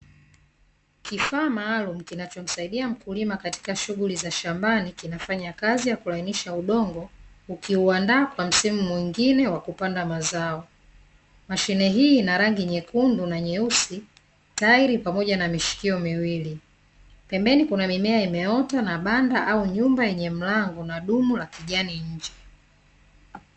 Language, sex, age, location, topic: Swahili, female, 25-35, Dar es Salaam, agriculture